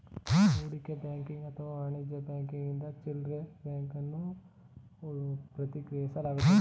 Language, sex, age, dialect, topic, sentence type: Kannada, male, 25-30, Mysore Kannada, banking, statement